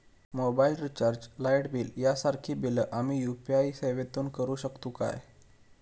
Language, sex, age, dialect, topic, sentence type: Marathi, male, 18-24, Southern Konkan, banking, question